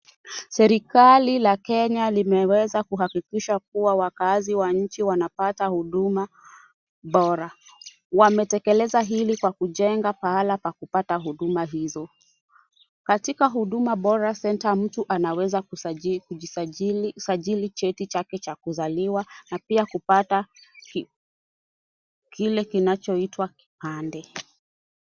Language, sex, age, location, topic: Swahili, female, 18-24, Kisumu, government